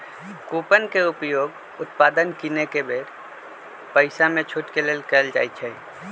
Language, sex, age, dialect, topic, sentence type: Magahi, male, 25-30, Western, banking, statement